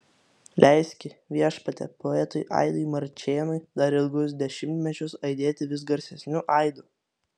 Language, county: Lithuanian, Vilnius